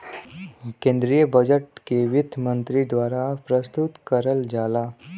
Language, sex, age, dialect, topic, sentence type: Bhojpuri, male, 41-45, Western, banking, statement